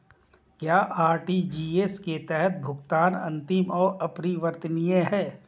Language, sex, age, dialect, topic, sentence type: Hindi, male, 36-40, Hindustani Malvi Khadi Boli, banking, question